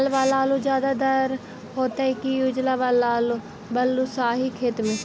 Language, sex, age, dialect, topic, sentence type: Magahi, female, 18-24, Central/Standard, agriculture, question